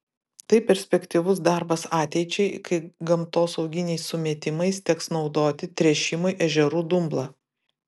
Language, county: Lithuanian, Vilnius